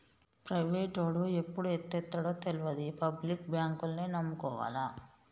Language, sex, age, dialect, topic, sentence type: Telugu, male, 18-24, Telangana, banking, statement